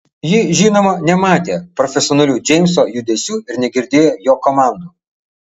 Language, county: Lithuanian, Vilnius